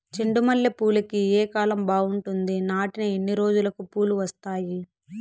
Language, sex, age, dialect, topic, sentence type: Telugu, female, 18-24, Southern, agriculture, question